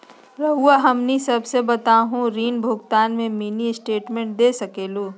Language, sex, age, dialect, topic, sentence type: Magahi, female, 36-40, Southern, banking, question